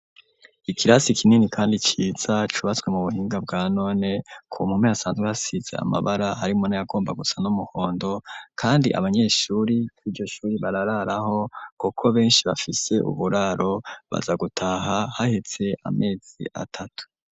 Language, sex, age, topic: Rundi, female, 18-24, education